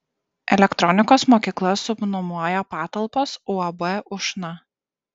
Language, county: Lithuanian, Šiauliai